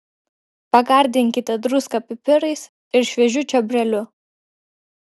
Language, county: Lithuanian, Vilnius